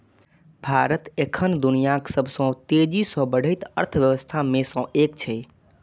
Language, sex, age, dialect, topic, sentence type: Maithili, male, 41-45, Eastern / Thethi, banking, statement